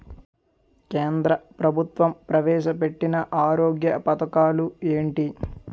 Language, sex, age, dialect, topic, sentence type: Telugu, male, 25-30, Utterandhra, banking, question